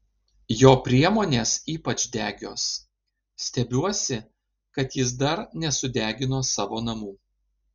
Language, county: Lithuanian, Panevėžys